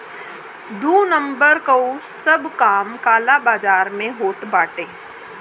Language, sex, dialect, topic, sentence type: Bhojpuri, female, Northern, banking, statement